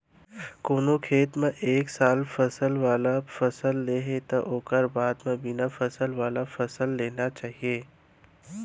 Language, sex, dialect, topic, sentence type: Chhattisgarhi, male, Central, agriculture, statement